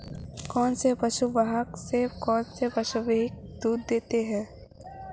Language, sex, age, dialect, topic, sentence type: Hindi, female, 18-24, Marwari Dhudhari, agriculture, question